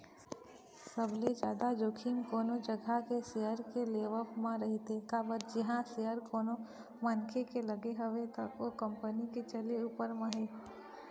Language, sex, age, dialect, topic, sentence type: Chhattisgarhi, female, 25-30, Eastern, banking, statement